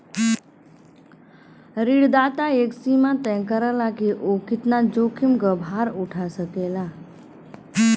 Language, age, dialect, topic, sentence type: Bhojpuri, 31-35, Western, banking, statement